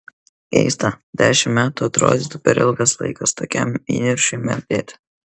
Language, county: Lithuanian, Kaunas